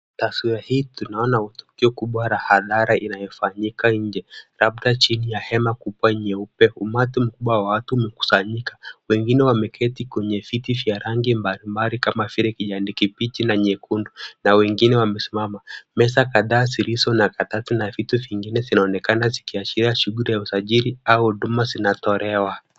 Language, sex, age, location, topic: Swahili, male, 18-24, Kisumu, government